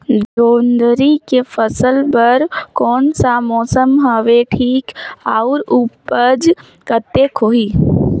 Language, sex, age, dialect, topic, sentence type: Chhattisgarhi, female, 18-24, Northern/Bhandar, agriculture, question